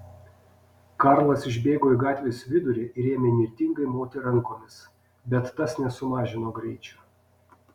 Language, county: Lithuanian, Panevėžys